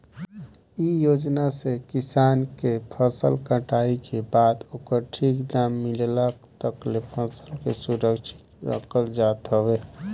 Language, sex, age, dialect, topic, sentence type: Bhojpuri, male, 18-24, Northern, agriculture, statement